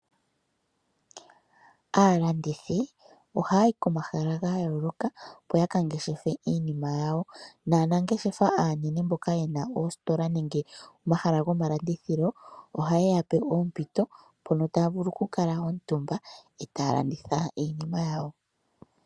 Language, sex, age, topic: Oshiwambo, female, 25-35, finance